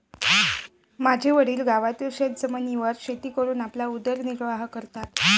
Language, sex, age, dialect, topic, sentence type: Marathi, female, 25-30, Varhadi, agriculture, statement